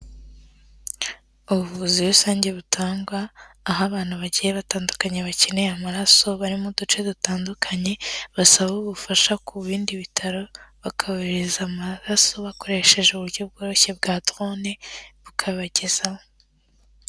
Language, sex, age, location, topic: Kinyarwanda, female, 18-24, Kigali, health